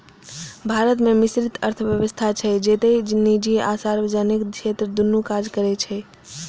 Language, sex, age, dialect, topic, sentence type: Maithili, male, 25-30, Eastern / Thethi, banking, statement